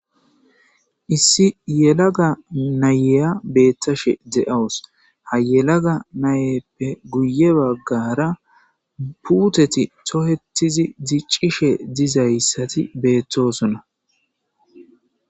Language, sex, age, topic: Gamo, male, 25-35, agriculture